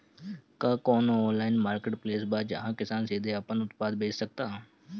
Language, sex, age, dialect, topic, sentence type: Bhojpuri, male, 25-30, Northern, agriculture, statement